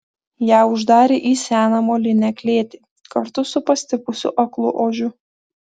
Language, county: Lithuanian, Vilnius